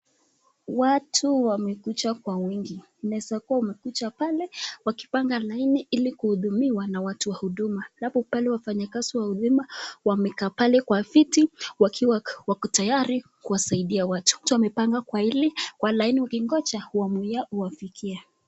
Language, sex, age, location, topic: Swahili, female, 18-24, Nakuru, finance